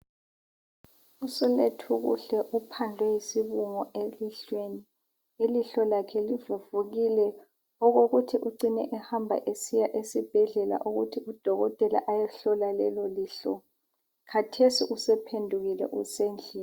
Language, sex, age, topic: North Ndebele, female, 25-35, health